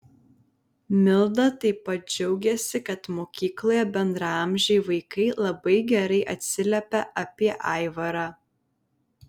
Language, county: Lithuanian, Vilnius